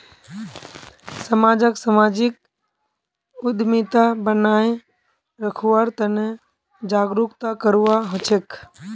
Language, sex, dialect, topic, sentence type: Magahi, female, Northeastern/Surjapuri, banking, statement